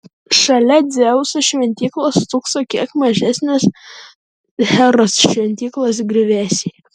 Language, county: Lithuanian, Vilnius